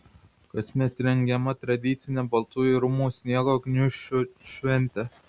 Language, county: Lithuanian, Vilnius